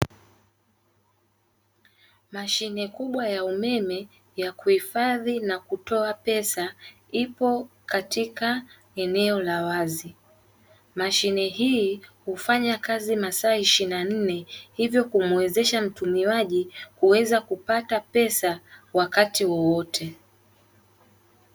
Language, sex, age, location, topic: Swahili, female, 18-24, Dar es Salaam, finance